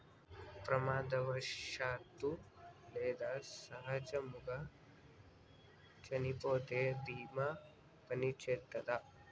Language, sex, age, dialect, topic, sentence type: Telugu, male, 56-60, Telangana, agriculture, question